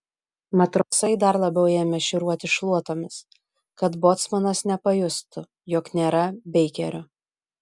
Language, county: Lithuanian, Vilnius